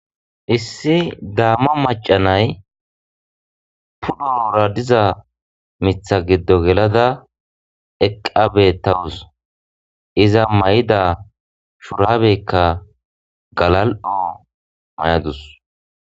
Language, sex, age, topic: Gamo, male, 25-35, agriculture